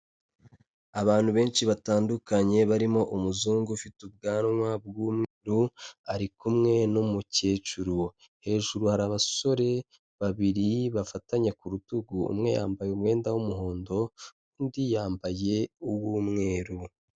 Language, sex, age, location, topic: Kinyarwanda, male, 25-35, Kigali, health